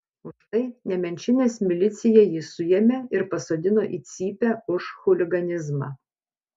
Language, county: Lithuanian, Panevėžys